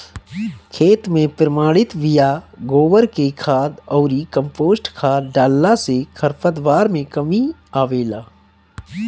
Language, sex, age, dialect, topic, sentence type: Bhojpuri, male, 31-35, Northern, agriculture, statement